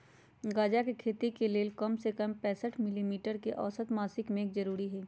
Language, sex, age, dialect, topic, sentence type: Magahi, male, 36-40, Western, agriculture, statement